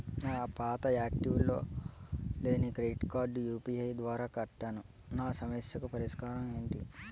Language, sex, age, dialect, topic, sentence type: Telugu, male, 18-24, Utterandhra, banking, question